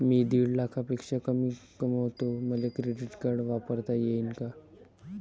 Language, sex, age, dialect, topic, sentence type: Marathi, male, 18-24, Varhadi, banking, question